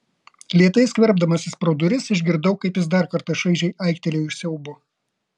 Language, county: Lithuanian, Kaunas